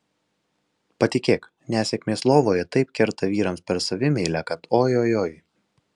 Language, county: Lithuanian, Alytus